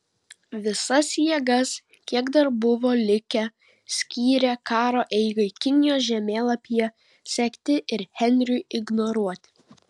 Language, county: Lithuanian, Vilnius